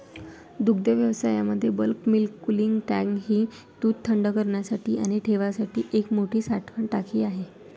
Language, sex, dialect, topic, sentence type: Marathi, female, Varhadi, agriculture, statement